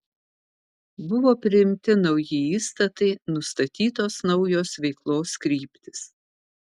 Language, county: Lithuanian, Kaunas